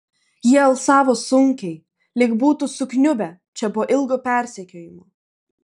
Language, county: Lithuanian, Klaipėda